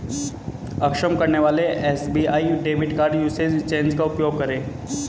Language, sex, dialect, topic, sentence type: Hindi, male, Hindustani Malvi Khadi Boli, banking, statement